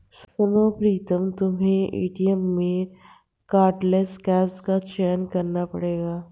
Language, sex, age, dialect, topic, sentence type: Hindi, female, 51-55, Hindustani Malvi Khadi Boli, banking, statement